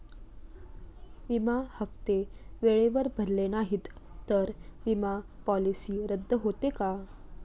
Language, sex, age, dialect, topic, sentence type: Marathi, female, 41-45, Standard Marathi, banking, question